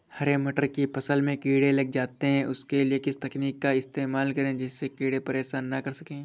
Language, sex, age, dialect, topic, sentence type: Hindi, male, 25-30, Awadhi Bundeli, agriculture, question